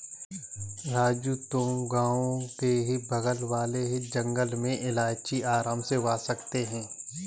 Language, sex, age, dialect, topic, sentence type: Hindi, male, 31-35, Kanauji Braj Bhasha, agriculture, statement